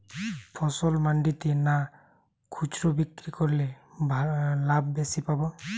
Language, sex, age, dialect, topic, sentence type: Bengali, male, 18-24, Western, agriculture, question